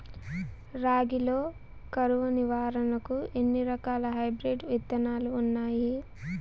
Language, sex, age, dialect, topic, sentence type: Telugu, female, 25-30, Southern, agriculture, question